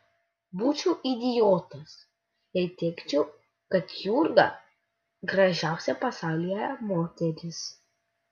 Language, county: Lithuanian, Utena